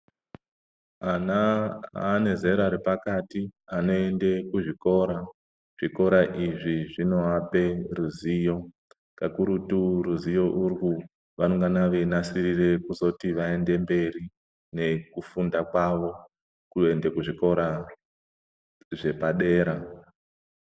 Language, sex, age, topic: Ndau, male, 50+, education